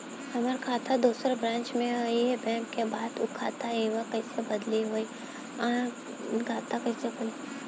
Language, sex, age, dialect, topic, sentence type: Bhojpuri, female, 18-24, Southern / Standard, banking, question